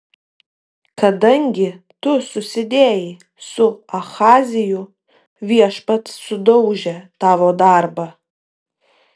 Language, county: Lithuanian, Vilnius